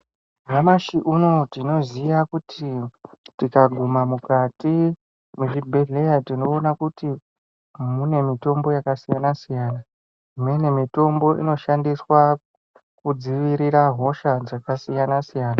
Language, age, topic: Ndau, 25-35, health